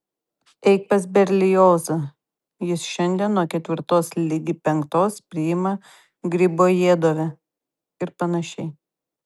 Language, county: Lithuanian, Kaunas